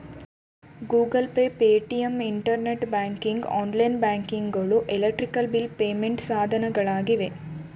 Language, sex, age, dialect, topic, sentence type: Kannada, female, 18-24, Mysore Kannada, banking, statement